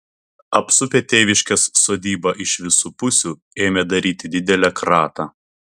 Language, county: Lithuanian, Vilnius